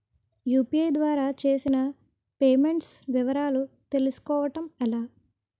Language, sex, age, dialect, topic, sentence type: Telugu, female, 18-24, Utterandhra, banking, question